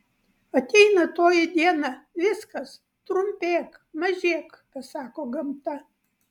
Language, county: Lithuanian, Vilnius